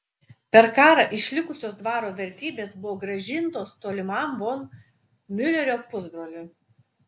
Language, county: Lithuanian, Utena